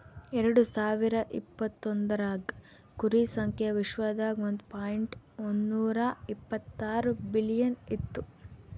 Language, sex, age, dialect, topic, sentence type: Kannada, female, 18-24, Northeastern, agriculture, statement